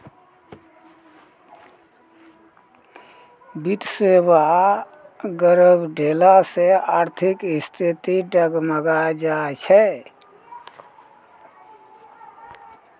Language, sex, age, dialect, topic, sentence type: Maithili, male, 56-60, Angika, banking, statement